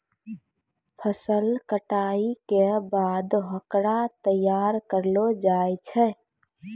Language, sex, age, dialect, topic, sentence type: Maithili, female, 18-24, Angika, agriculture, statement